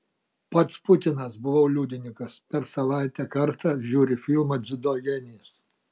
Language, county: Lithuanian, Kaunas